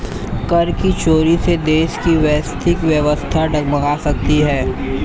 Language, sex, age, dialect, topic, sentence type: Hindi, male, 18-24, Hindustani Malvi Khadi Boli, banking, statement